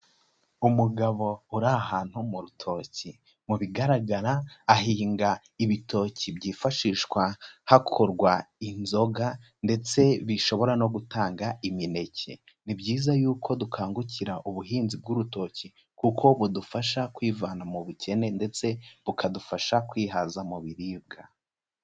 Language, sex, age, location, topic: Kinyarwanda, male, 25-35, Kigali, agriculture